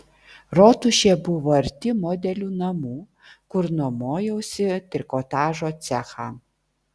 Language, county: Lithuanian, Vilnius